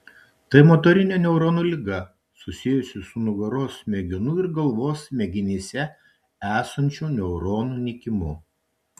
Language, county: Lithuanian, Šiauliai